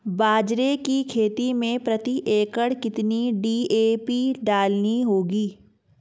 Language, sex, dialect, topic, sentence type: Hindi, female, Marwari Dhudhari, agriculture, question